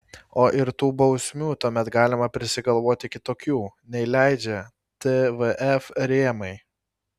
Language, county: Lithuanian, Kaunas